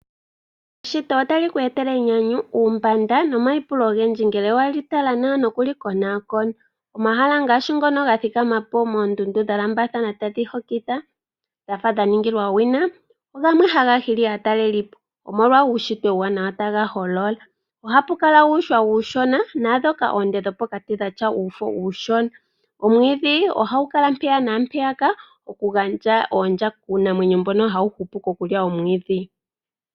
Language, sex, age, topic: Oshiwambo, female, 25-35, agriculture